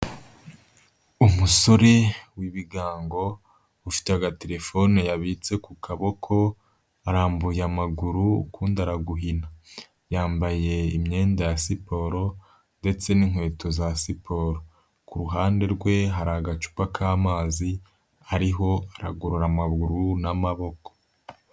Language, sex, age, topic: Kinyarwanda, male, 18-24, health